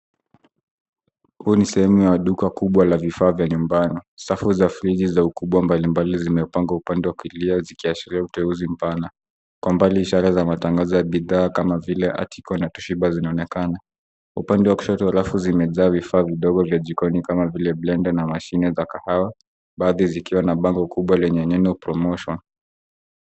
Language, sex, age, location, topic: Swahili, male, 18-24, Nairobi, finance